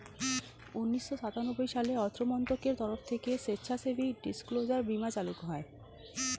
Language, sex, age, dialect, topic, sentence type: Bengali, female, 31-35, Standard Colloquial, banking, statement